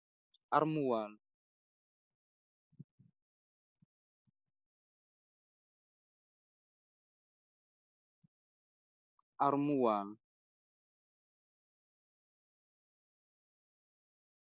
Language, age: Wolof, 25-35